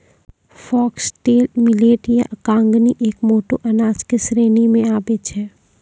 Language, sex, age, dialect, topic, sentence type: Maithili, female, 25-30, Angika, agriculture, statement